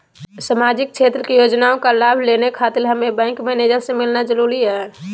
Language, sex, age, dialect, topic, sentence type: Magahi, female, 18-24, Southern, banking, question